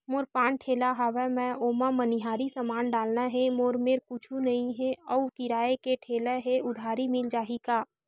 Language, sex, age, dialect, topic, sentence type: Chhattisgarhi, female, 31-35, Western/Budati/Khatahi, banking, question